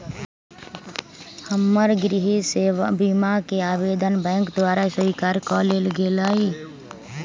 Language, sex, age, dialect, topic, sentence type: Magahi, male, 36-40, Western, banking, statement